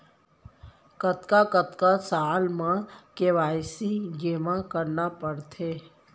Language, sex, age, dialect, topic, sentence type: Chhattisgarhi, female, 31-35, Central, banking, question